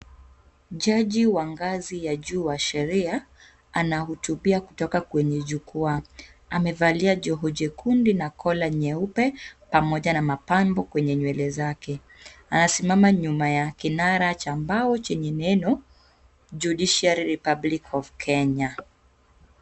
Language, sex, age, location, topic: Swahili, female, 25-35, Kisumu, government